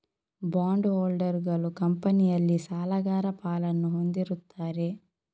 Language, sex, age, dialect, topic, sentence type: Kannada, female, 18-24, Coastal/Dakshin, banking, statement